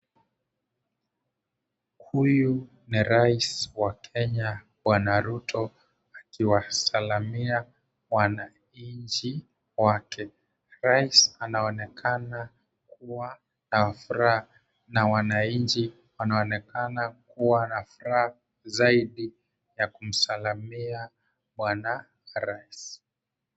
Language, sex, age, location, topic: Swahili, male, 25-35, Kisumu, government